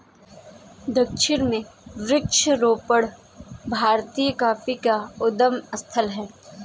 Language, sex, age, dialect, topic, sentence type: Hindi, female, 18-24, Kanauji Braj Bhasha, agriculture, statement